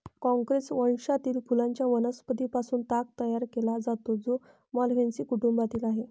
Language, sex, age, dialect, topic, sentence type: Marathi, female, 25-30, Varhadi, agriculture, statement